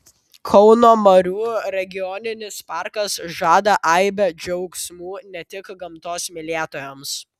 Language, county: Lithuanian, Vilnius